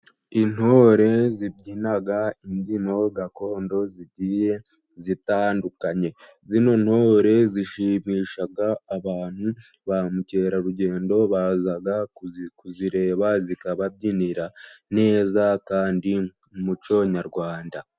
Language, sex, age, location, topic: Kinyarwanda, male, 18-24, Musanze, government